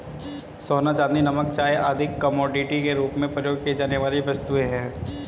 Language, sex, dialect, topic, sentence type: Hindi, male, Hindustani Malvi Khadi Boli, banking, statement